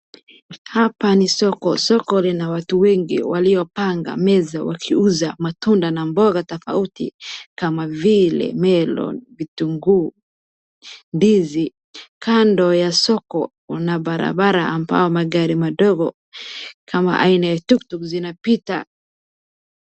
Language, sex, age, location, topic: Swahili, female, 18-24, Wajir, finance